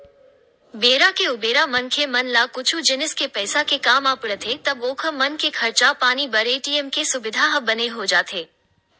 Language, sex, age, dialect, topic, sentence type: Chhattisgarhi, male, 18-24, Western/Budati/Khatahi, banking, statement